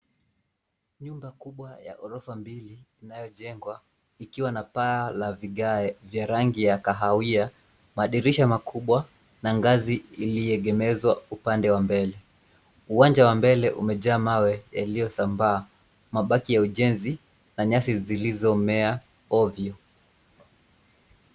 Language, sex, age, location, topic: Swahili, male, 25-35, Nairobi, finance